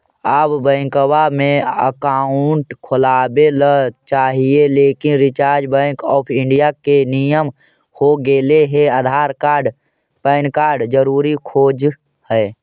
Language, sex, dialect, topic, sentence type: Magahi, male, Central/Standard, banking, question